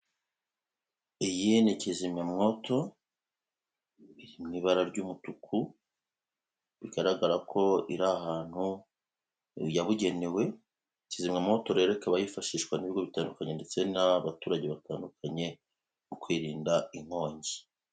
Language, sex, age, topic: Kinyarwanda, male, 36-49, government